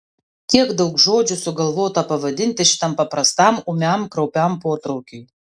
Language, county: Lithuanian, Vilnius